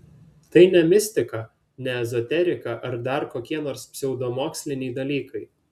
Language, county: Lithuanian, Vilnius